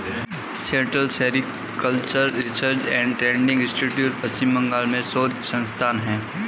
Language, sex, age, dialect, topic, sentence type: Hindi, male, 25-30, Marwari Dhudhari, agriculture, statement